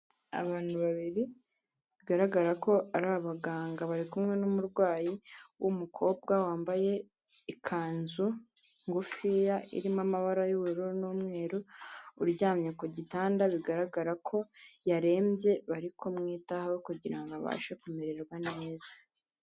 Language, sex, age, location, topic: Kinyarwanda, female, 25-35, Kigali, health